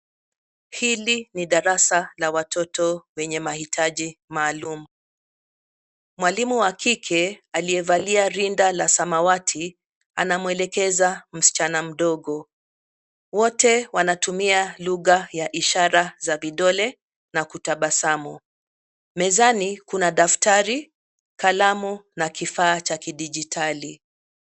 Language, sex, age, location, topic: Swahili, female, 50+, Nairobi, education